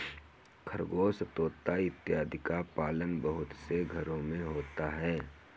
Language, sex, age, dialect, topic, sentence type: Hindi, male, 51-55, Kanauji Braj Bhasha, agriculture, statement